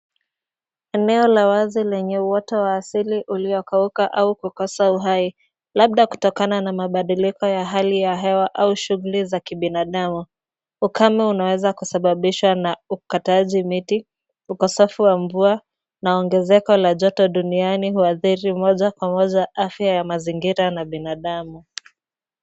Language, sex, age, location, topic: Swahili, female, 25-35, Nairobi, health